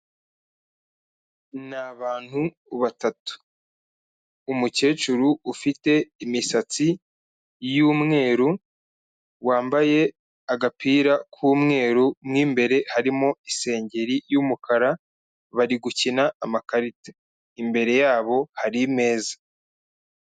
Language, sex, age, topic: Kinyarwanda, male, 25-35, health